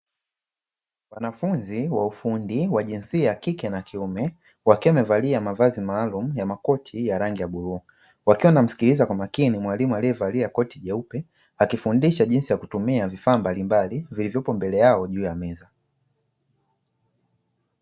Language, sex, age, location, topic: Swahili, male, 25-35, Dar es Salaam, education